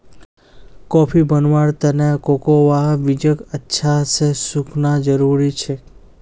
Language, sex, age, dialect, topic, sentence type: Magahi, male, 18-24, Northeastern/Surjapuri, agriculture, statement